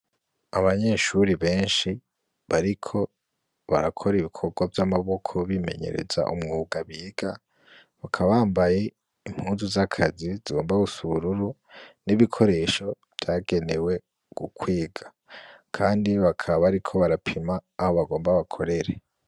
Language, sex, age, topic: Rundi, male, 18-24, education